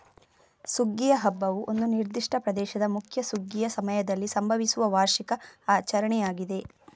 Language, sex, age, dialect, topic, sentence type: Kannada, female, 25-30, Coastal/Dakshin, agriculture, statement